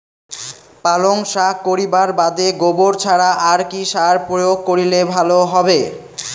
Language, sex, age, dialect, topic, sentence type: Bengali, male, 18-24, Rajbangshi, agriculture, question